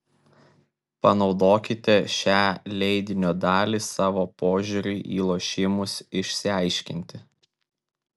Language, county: Lithuanian, Vilnius